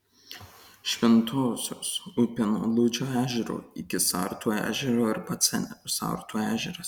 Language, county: Lithuanian, Kaunas